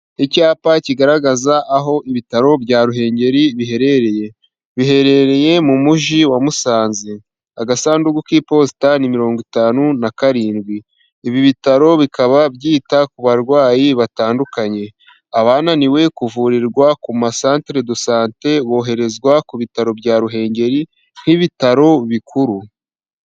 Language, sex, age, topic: Kinyarwanda, male, 25-35, health